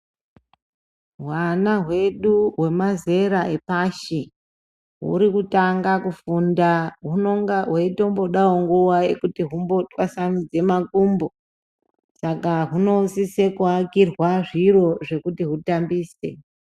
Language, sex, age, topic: Ndau, male, 25-35, education